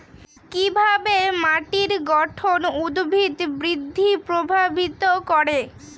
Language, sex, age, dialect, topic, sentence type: Bengali, female, 18-24, Northern/Varendri, agriculture, statement